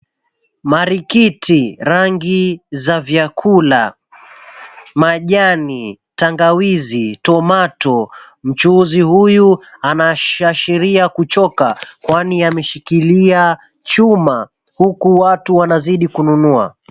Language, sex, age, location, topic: Swahili, male, 25-35, Mombasa, agriculture